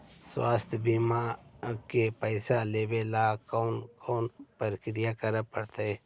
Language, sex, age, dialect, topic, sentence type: Magahi, male, 41-45, Central/Standard, banking, question